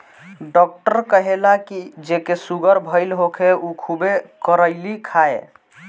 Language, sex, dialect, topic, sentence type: Bhojpuri, male, Northern, agriculture, statement